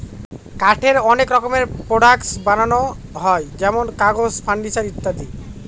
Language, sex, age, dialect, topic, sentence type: Bengali, male, <18, Northern/Varendri, agriculture, statement